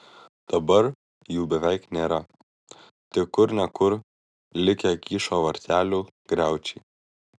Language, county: Lithuanian, Vilnius